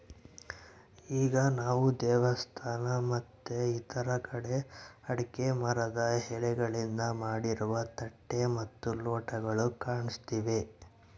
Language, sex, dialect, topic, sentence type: Kannada, male, Central, agriculture, statement